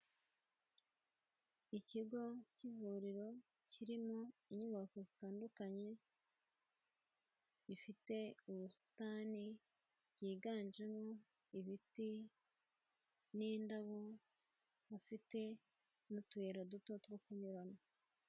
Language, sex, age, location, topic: Kinyarwanda, female, 18-24, Kigali, health